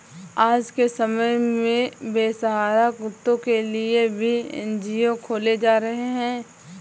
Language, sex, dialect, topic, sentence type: Hindi, female, Kanauji Braj Bhasha, banking, statement